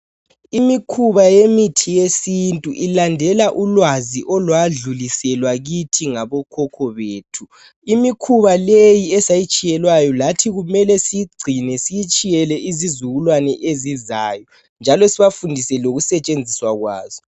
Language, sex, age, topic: North Ndebele, male, 18-24, health